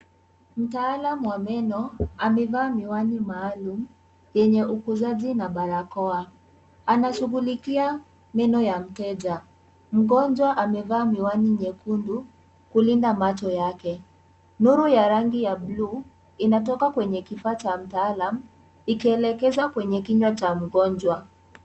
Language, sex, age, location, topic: Swahili, male, 18-24, Kisumu, health